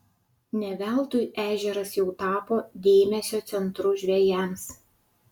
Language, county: Lithuanian, Utena